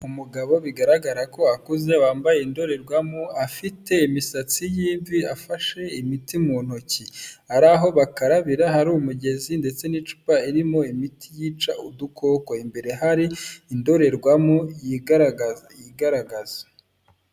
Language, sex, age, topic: Kinyarwanda, male, 18-24, health